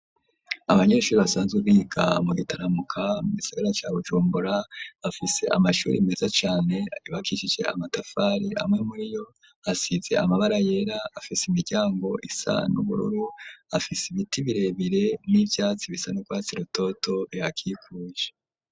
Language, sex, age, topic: Rundi, male, 25-35, education